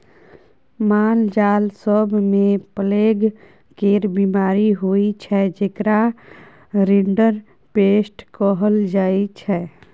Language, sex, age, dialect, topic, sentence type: Maithili, female, 18-24, Bajjika, agriculture, statement